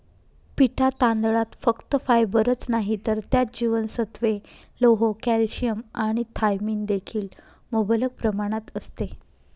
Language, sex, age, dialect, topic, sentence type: Marathi, female, 25-30, Northern Konkan, agriculture, statement